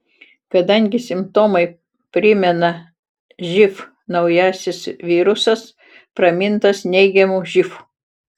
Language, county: Lithuanian, Utena